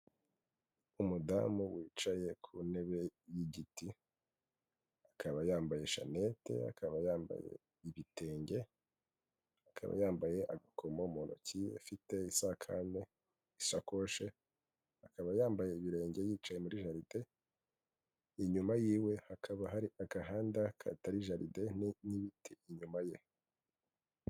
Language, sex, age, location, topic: Kinyarwanda, male, 25-35, Kigali, government